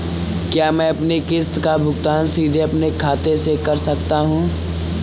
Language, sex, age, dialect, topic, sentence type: Hindi, male, 36-40, Awadhi Bundeli, banking, question